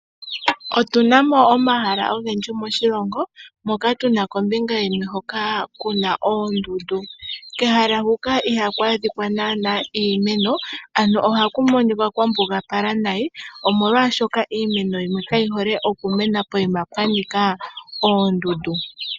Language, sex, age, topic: Oshiwambo, female, 18-24, agriculture